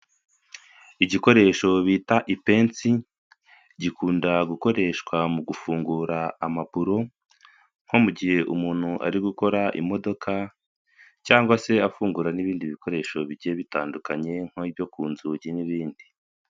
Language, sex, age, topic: Kinyarwanda, male, 25-35, agriculture